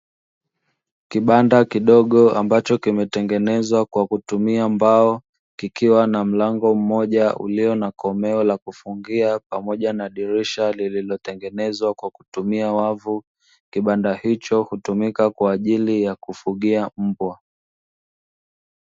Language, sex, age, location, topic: Swahili, male, 25-35, Dar es Salaam, agriculture